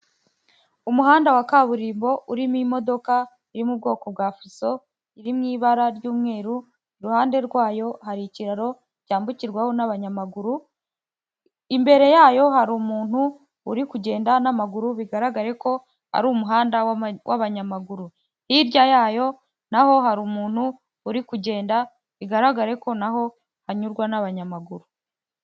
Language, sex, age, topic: Kinyarwanda, female, 18-24, government